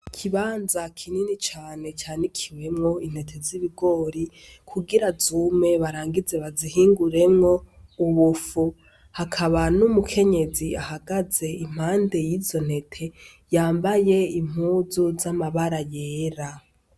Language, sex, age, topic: Rundi, female, 18-24, agriculture